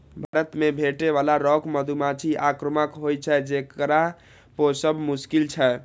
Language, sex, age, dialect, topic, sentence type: Maithili, male, 31-35, Eastern / Thethi, agriculture, statement